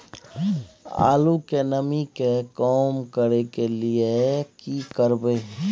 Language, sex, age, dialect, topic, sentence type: Maithili, male, 31-35, Bajjika, agriculture, question